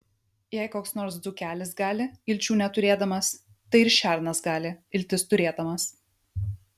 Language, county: Lithuanian, Vilnius